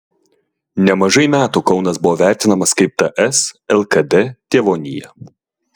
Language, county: Lithuanian, Klaipėda